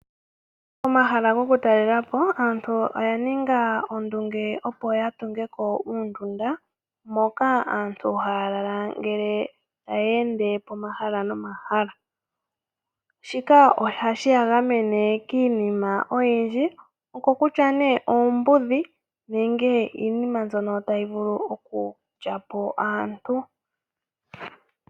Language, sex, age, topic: Oshiwambo, female, 18-24, agriculture